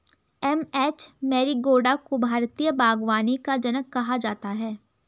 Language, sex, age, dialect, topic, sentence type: Hindi, female, 18-24, Garhwali, agriculture, statement